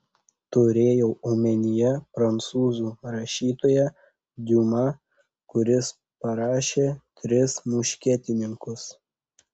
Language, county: Lithuanian, Panevėžys